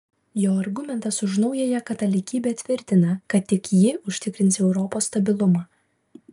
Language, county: Lithuanian, Vilnius